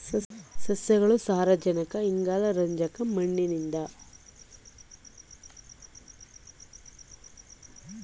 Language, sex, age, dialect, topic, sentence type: Kannada, female, 18-24, Mysore Kannada, agriculture, statement